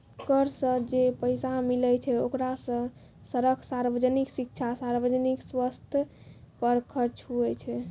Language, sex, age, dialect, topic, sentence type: Maithili, female, 56-60, Angika, banking, statement